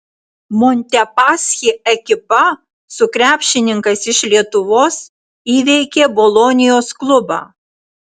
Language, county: Lithuanian, Tauragė